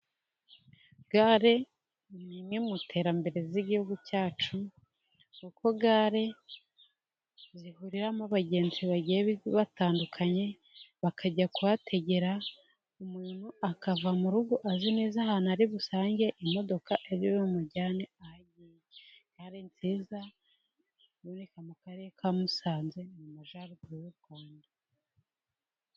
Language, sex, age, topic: Kinyarwanda, female, 18-24, government